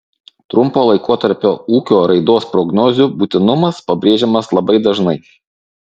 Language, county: Lithuanian, Šiauliai